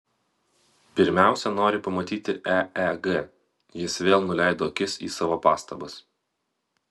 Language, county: Lithuanian, Vilnius